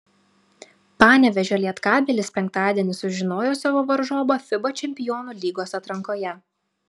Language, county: Lithuanian, Klaipėda